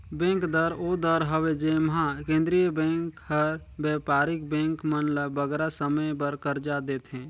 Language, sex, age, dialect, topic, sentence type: Chhattisgarhi, male, 31-35, Northern/Bhandar, banking, statement